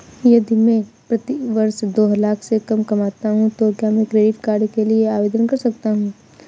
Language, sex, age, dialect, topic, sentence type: Hindi, female, 25-30, Awadhi Bundeli, banking, question